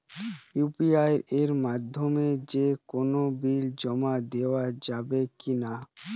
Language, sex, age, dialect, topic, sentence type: Bengali, male, 18-24, Western, banking, question